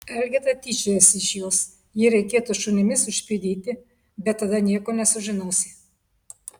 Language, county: Lithuanian, Telšiai